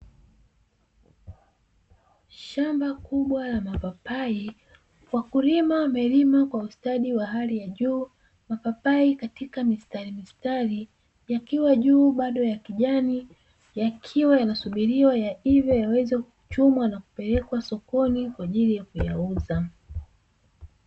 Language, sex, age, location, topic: Swahili, female, 25-35, Dar es Salaam, agriculture